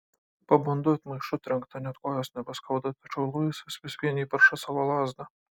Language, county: Lithuanian, Kaunas